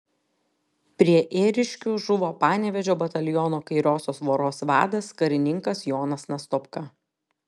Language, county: Lithuanian, Telšiai